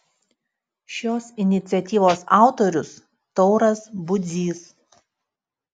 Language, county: Lithuanian, Utena